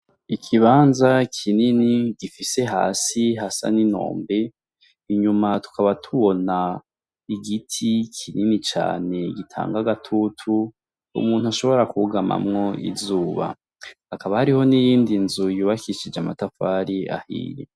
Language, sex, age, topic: Rundi, male, 25-35, education